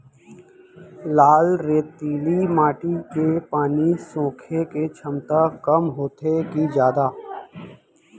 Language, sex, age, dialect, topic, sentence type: Chhattisgarhi, male, 31-35, Central, agriculture, question